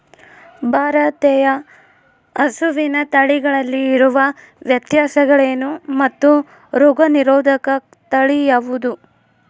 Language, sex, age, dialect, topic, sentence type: Kannada, female, 25-30, Central, agriculture, question